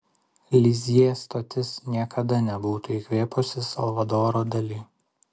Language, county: Lithuanian, Vilnius